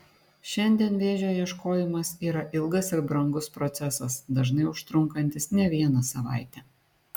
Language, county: Lithuanian, Šiauliai